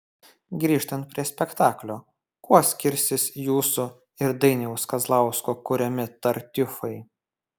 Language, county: Lithuanian, Kaunas